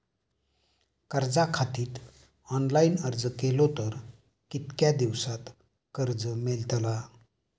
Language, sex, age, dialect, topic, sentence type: Marathi, male, 60-100, Southern Konkan, banking, question